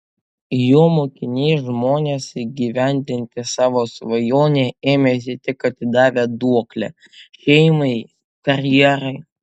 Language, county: Lithuanian, Utena